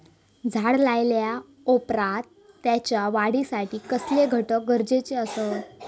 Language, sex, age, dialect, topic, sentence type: Marathi, female, 18-24, Southern Konkan, agriculture, question